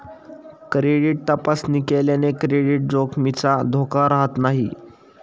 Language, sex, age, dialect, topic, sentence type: Marathi, male, 18-24, Standard Marathi, banking, statement